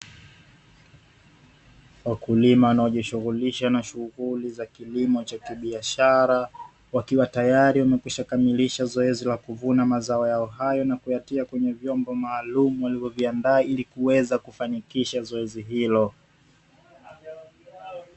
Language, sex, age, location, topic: Swahili, male, 25-35, Dar es Salaam, agriculture